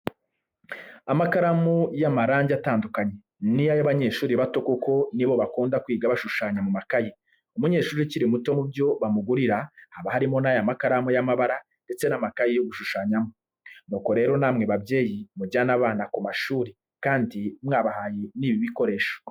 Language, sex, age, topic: Kinyarwanda, male, 25-35, education